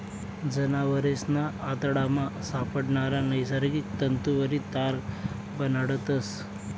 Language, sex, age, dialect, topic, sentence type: Marathi, male, 25-30, Northern Konkan, agriculture, statement